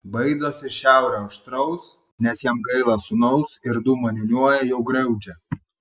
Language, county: Lithuanian, Klaipėda